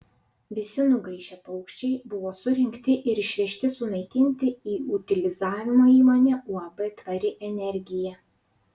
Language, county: Lithuanian, Utena